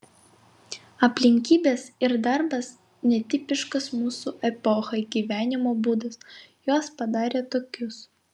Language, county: Lithuanian, Vilnius